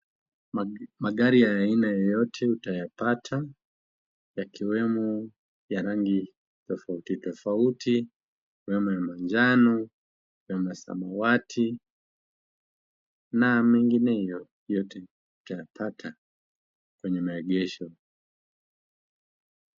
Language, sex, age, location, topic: Swahili, male, 18-24, Kisumu, finance